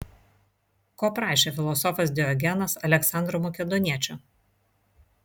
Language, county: Lithuanian, Vilnius